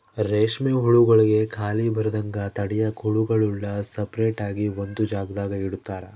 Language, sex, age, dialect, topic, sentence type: Kannada, male, 25-30, Central, agriculture, statement